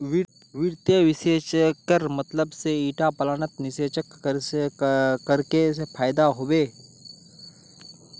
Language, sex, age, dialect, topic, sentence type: Magahi, male, 31-35, Northeastern/Surjapuri, banking, statement